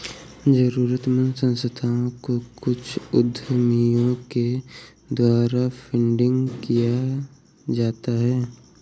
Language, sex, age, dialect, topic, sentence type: Hindi, male, 18-24, Awadhi Bundeli, banking, statement